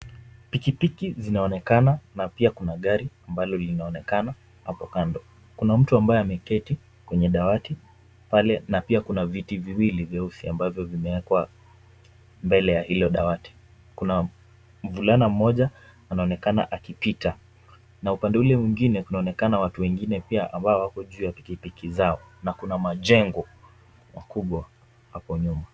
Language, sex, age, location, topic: Swahili, male, 18-24, Kisumu, government